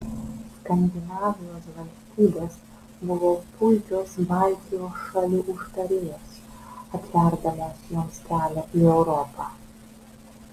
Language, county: Lithuanian, Vilnius